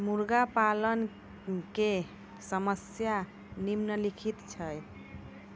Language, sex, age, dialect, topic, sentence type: Maithili, female, 60-100, Angika, agriculture, statement